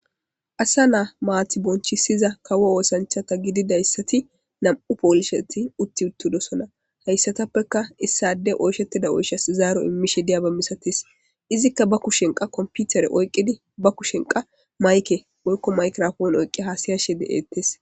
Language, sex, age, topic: Gamo, female, 18-24, government